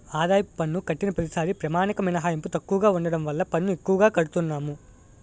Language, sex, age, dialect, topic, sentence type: Telugu, male, 18-24, Utterandhra, banking, statement